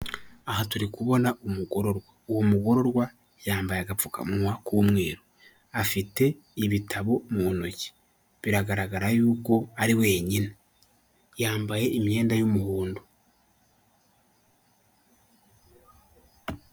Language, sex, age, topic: Kinyarwanda, male, 18-24, government